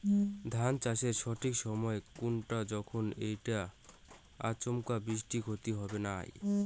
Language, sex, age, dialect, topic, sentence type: Bengali, male, 18-24, Rajbangshi, agriculture, question